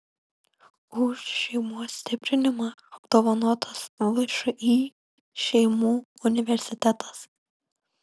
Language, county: Lithuanian, Kaunas